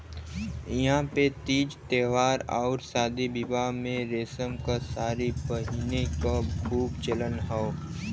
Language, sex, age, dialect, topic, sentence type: Bhojpuri, male, 18-24, Western, agriculture, statement